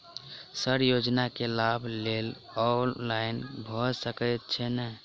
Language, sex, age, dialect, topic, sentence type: Maithili, male, 18-24, Southern/Standard, banking, question